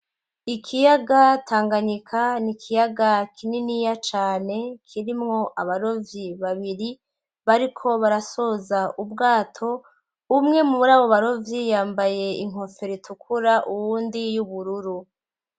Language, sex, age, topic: Rundi, female, 25-35, agriculture